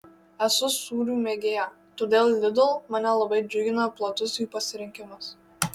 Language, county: Lithuanian, Marijampolė